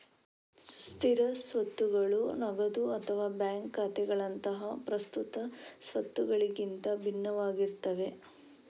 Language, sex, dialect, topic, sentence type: Kannada, female, Coastal/Dakshin, banking, statement